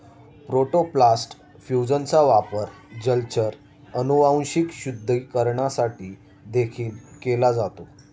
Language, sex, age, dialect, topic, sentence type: Marathi, male, 18-24, Standard Marathi, agriculture, statement